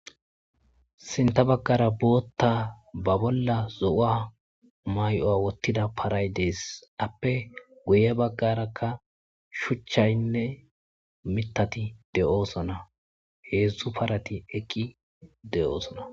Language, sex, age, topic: Gamo, male, 25-35, agriculture